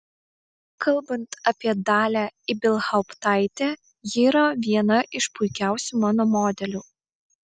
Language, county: Lithuanian, Vilnius